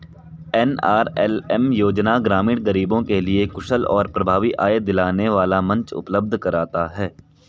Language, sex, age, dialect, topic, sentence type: Hindi, male, 18-24, Marwari Dhudhari, banking, statement